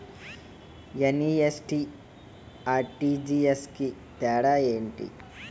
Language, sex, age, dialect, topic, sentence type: Telugu, male, 18-24, Utterandhra, banking, question